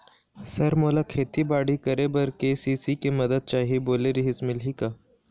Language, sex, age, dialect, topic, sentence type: Chhattisgarhi, male, 18-24, Eastern, banking, question